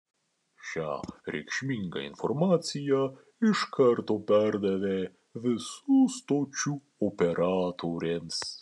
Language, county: Lithuanian, Kaunas